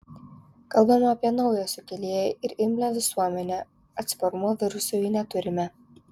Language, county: Lithuanian, Alytus